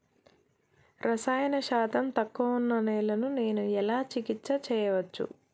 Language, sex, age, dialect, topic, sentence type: Telugu, female, 25-30, Telangana, agriculture, question